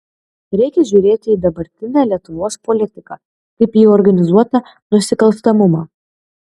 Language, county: Lithuanian, Kaunas